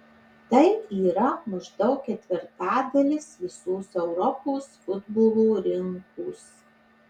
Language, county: Lithuanian, Marijampolė